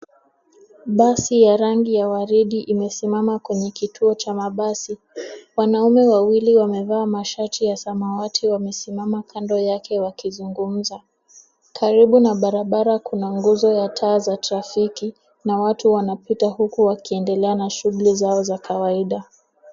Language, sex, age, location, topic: Swahili, female, 18-24, Nairobi, government